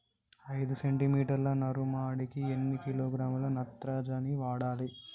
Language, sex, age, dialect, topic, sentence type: Telugu, male, 18-24, Telangana, agriculture, question